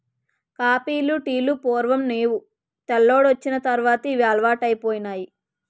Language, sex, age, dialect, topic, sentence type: Telugu, female, 18-24, Utterandhra, agriculture, statement